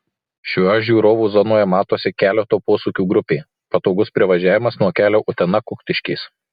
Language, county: Lithuanian, Marijampolė